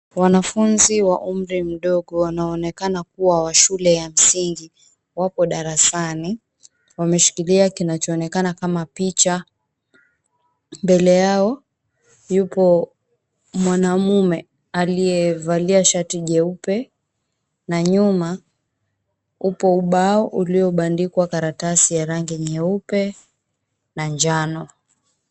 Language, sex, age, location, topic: Swahili, female, 25-35, Mombasa, health